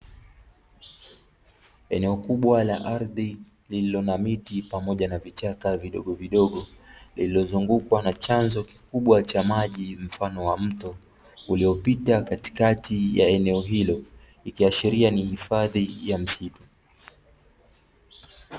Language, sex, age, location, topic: Swahili, male, 18-24, Dar es Salaam, agriculture